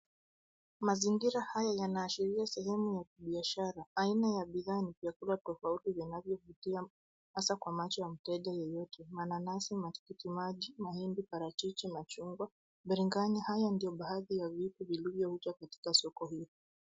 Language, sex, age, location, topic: Swahili, female, 25-35, Nairobi, finance